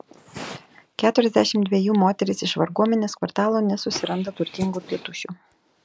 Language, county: Lithuanian, Telšiai